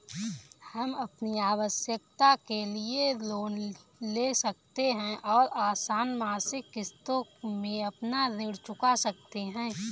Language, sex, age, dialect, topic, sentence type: Hindi, female, 18-24, Awadhi Bundeli, banking, statement